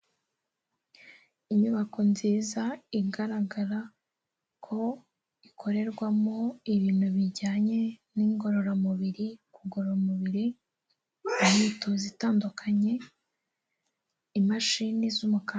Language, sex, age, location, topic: Kinyarwanda, female, 36-49, Kigali, health